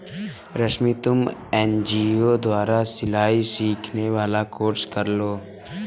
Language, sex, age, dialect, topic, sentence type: Hindi, male, 36-40, Awadhi Bundeli, banking, statement